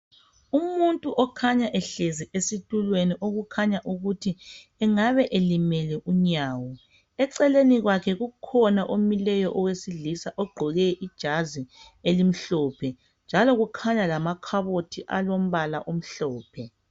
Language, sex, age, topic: North Ndebele, female, 50+, health